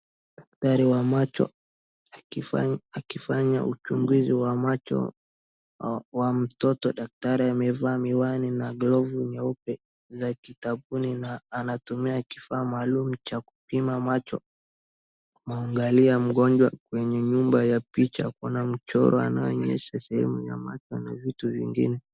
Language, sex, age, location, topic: Swahili, male, 36-49, Wajir, health